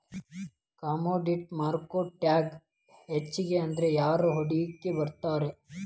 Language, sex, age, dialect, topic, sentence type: Kannada, male, 18-24, Dharwad Kannada, banking, statement